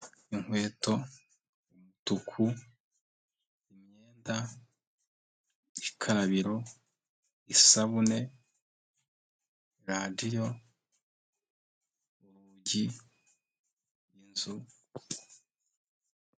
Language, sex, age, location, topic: Kinyarwanda, male, 25-35, Nyagatare, health